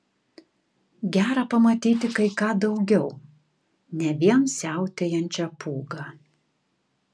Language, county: Lithuanian, Tauragė